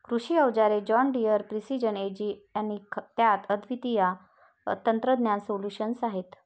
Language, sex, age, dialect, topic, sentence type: Marathi, female, 36-40, Varhadi, agriculture, statement